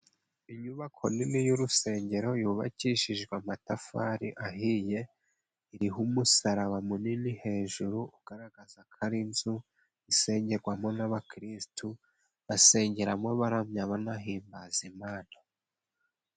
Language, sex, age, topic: Kinyarwanda, male, 25-35, government